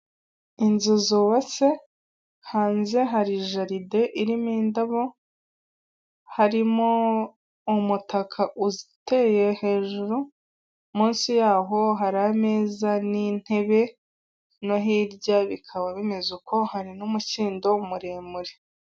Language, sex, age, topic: Kinyarwanda, female, 18-24, finance